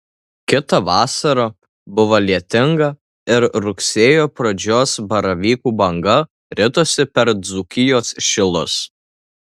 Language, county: Lithuanian, Tauragė